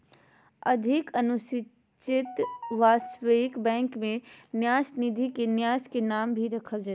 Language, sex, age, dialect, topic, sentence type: Magahi, female, 31-35, Southern, banking, statement